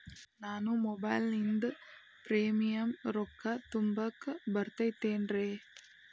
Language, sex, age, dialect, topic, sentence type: Kannada, female, 18-24, Dharwad Kannada, banking, question